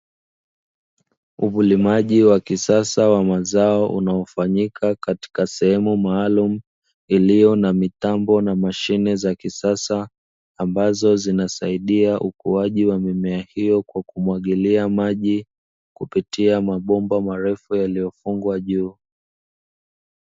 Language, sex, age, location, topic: Swahili, male, 25-35, Dar es Salaam, agriculture